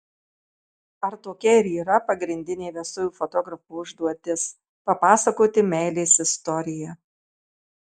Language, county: Lithuanian, Marijampolė